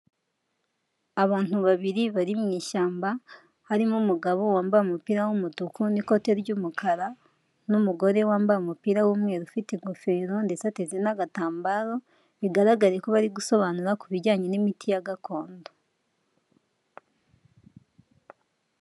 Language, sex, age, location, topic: Kinyarwanda, female, 18-24, Kigali, health